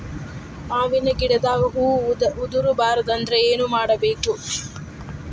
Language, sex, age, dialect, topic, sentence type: Kannada, female, 25-30, Dharwad Kannada, agriculture, question